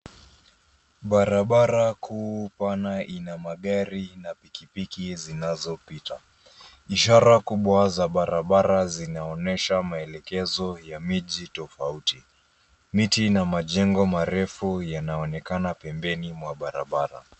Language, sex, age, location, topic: Swahili, female, 18-24, Nairobi, government